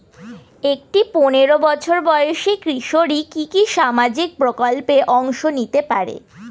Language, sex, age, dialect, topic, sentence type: Bengali, female, 18-24, Northern/Varendri, banking, question